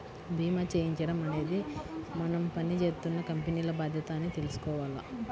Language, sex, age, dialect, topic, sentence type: Telugu, female, 18-24, Central/Coastal, banking, statement